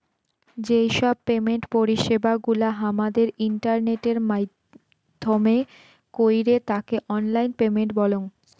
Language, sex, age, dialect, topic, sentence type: Bengali, female, 18-24, Rajbangshi, banking, statement